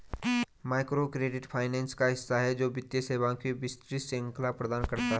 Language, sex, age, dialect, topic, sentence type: Hindi, male, 25-30, Garhwali, banking, statement